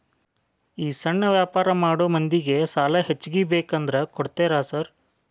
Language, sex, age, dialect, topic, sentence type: Kannada, male, 25-30, Dharwad Kannada, banking, question